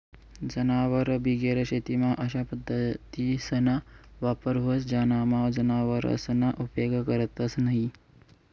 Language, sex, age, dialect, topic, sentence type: Marathi, male, 18-24, Northern Konkan, agriculture, statement